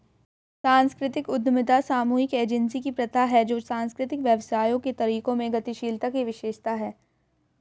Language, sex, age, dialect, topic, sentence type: Hindi, female, 31-35, Hindustani Malvi Khadi Boli, banking, statement